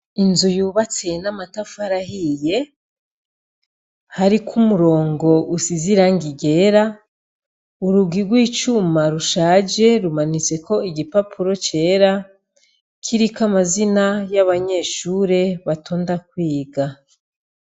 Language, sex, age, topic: Rundi, female, 36-49, education